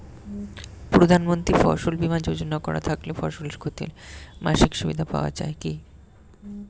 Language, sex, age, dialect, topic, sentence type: Bengali, male, 18-24, Standard Colloquial, agriculture, question